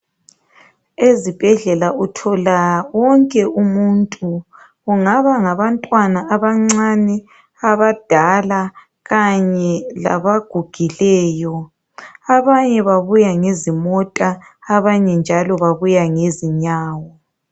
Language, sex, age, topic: North Ndebele, female, 36-49, health